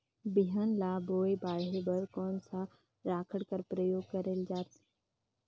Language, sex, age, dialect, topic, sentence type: Chhattisgarhi, female, 25-30, Northern/Bhandar, agriculture, question